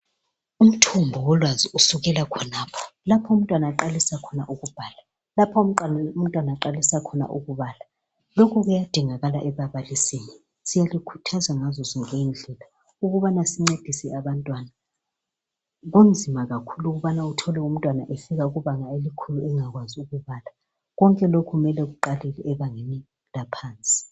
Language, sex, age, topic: North Ndebele, male, 36-49, education